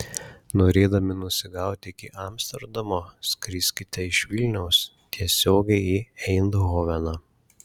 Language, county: Lithuanian, Šiauliai